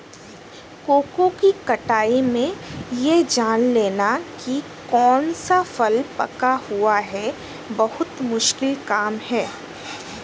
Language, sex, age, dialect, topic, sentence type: Hindi, female, 31-35, Hindustani Malvi Khadi Boli, agriculture, statement